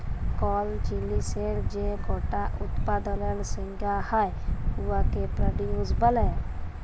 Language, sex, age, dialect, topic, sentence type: Bengali, female, 18-24, Jharkhandi, agriculture, statement